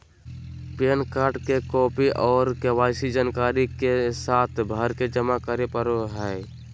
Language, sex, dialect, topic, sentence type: Magahi, male, Southern, banking, statement